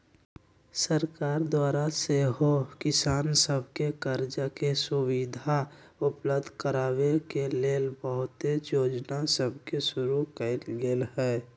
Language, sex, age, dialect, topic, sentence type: Magahi, male, 60-100, Western, agriculture, statement